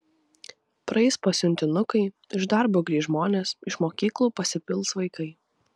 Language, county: Lithuanian, Vilnius